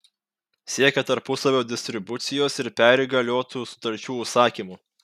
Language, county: Lithuanian, Kaunas